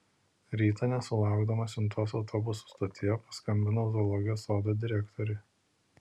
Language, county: Lithuanian, Alytus